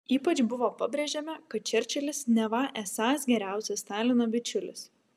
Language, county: Lithuanian, Vilnius